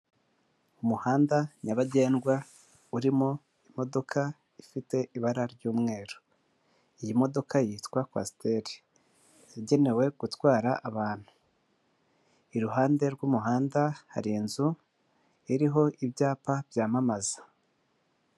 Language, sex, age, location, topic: Kinyarwanda, male, 25-35, Kigali, government